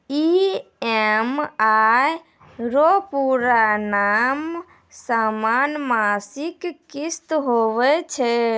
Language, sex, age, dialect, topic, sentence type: Maithili, female, 56-60, Angika, banking, statement